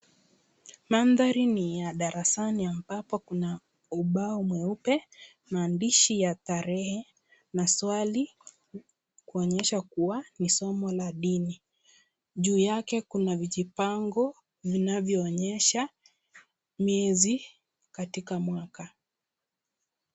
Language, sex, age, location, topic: Swahili, female, 25-35, Kisii, education